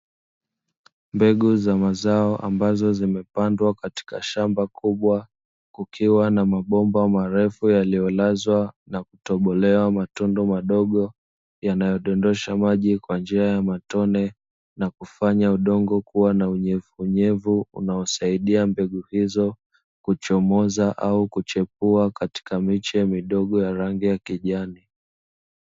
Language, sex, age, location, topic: Swahili, male, 25-35, Dar es Salaam, agriculture